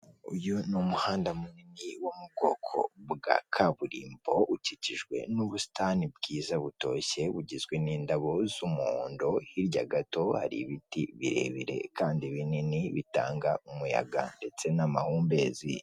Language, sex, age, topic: Kinyarwanda, male, 18-24, government